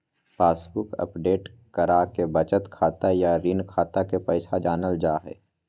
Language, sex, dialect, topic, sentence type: Magahi, male, Southern, banking, statement